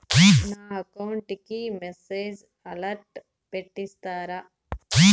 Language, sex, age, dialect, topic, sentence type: Telugu, female, 36-40, Southern, banking, question